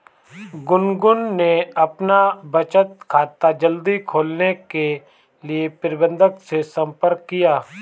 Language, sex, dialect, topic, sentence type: Hindi, male, Marwari Dhudhari, banking, statement